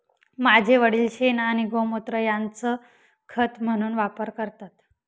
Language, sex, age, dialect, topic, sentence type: Marathi, female, 18-24, Northern Konkan, agriculture, statement